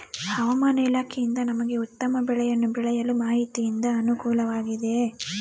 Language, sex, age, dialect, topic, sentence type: Kannada, female, 18-24, Central, agriculture, question